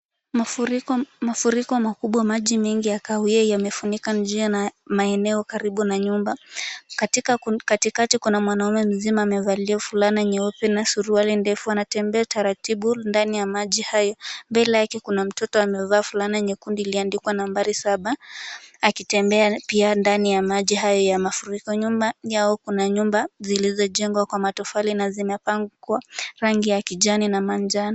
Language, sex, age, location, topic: Swahili, female, 18-24, Kisumu, health